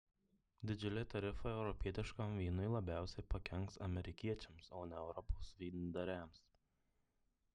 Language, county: Lithuanian, Marijampolė